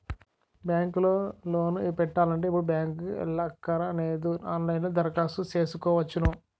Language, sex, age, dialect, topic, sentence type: Telugu, male, 60-100, Utterandhra, banking, statement